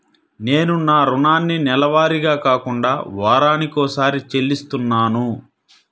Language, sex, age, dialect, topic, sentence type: Telugu, male, 31-35, Central/Coastal, banking, statement